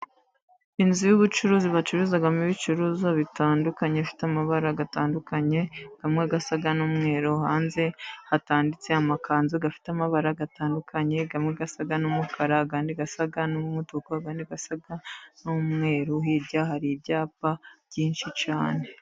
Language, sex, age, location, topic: Kinyarwanda, female, 25-35, Musanze, finance